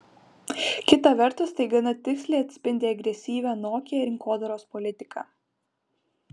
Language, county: Lithuanian, Vilnius